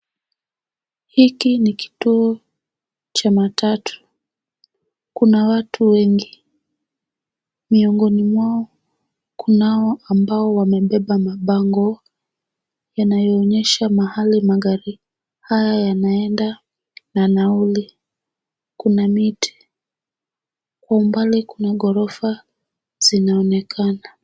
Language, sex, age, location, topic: Swahili, female, 18-24, Nairobi, government